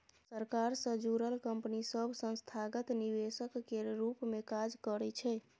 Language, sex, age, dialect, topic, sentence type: Maithili, female, 31-35, Bajjika, banking, statement